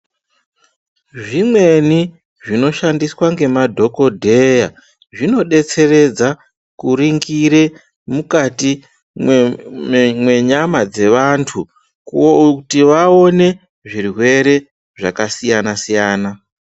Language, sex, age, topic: Ndau, male, 36-49, health